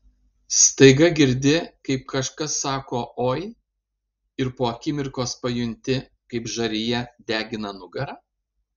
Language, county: Lithuanian, Panevėžys